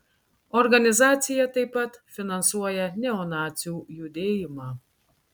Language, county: Lithuanian, Klaipėda